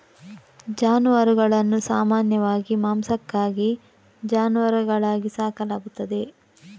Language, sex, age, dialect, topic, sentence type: Kannada, female, 18-24, Coastal/Dakshin, agriculture, statement